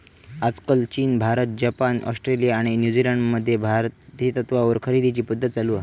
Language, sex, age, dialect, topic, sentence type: Marathi, male, 18-24, Southern Konkan, banking, statement